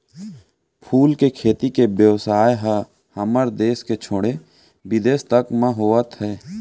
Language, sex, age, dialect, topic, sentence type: Chhattisgarhi, male, 18-24, Central, agriculture, statement